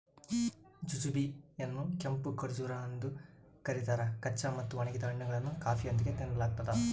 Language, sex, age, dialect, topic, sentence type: Kannada, female, 18-24, Central, agriculture, statement